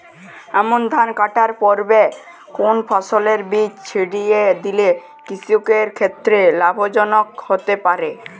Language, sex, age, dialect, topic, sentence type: Bengali, male, <18, Jharkhandi, agriculture, question